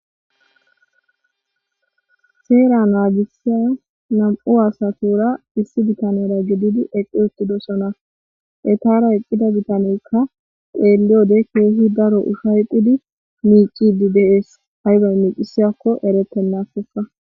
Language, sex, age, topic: Gamo, female, 25-35, government